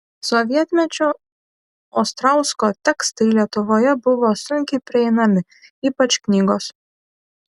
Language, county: Lithuanian, Šiauliai